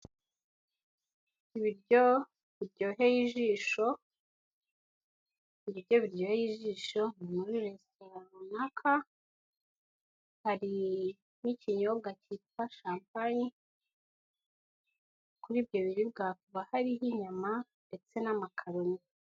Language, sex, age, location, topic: Kinyarwanda, female, 18-24, Kigali, finance